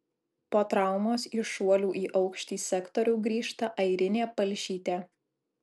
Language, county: Lithuanian, Alytus